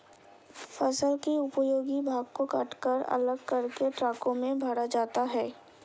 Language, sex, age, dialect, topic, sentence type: Hindi, female, 25-30, Hindustani Malvi Khadi Boli, agriculture, statement